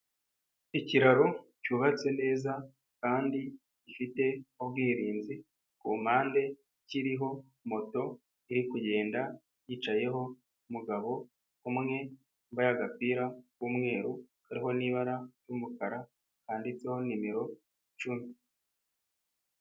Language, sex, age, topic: Kinyarwanda, male, 25-35, government